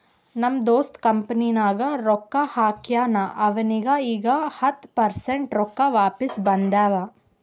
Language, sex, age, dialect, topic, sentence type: Kannada, female, 18-24, Northeastern, banking, statement